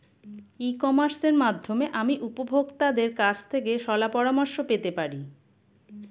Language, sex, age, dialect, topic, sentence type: Bengali, female, 46-50, Standard Colloquial, agriculture, question